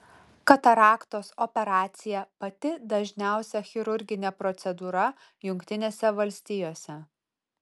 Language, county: Lithuanian, Utena